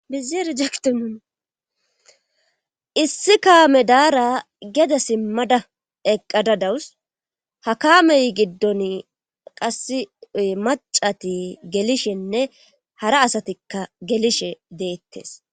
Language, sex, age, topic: Gamo, female, 25-35, government